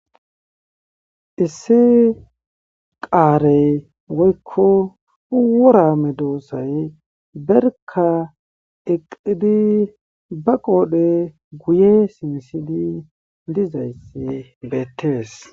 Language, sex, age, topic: Gamo, male, 25-35, agriculture